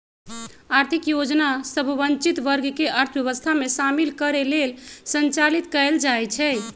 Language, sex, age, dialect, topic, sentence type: Magahi, female, 36-40, Western, banking, statement